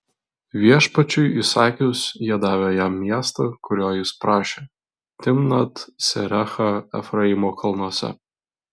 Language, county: Lithuanian, Vilnius